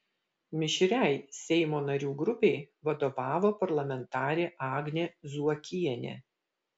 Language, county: Lithuanian, Vilnius